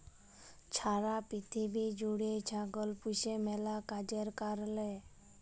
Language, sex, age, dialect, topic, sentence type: Bengali, male, 36-40, Jharkhandi, agriculture, statement